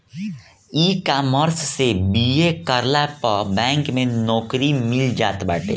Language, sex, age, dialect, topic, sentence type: Bhojpuri, male, 18-24, Northern, banking, statement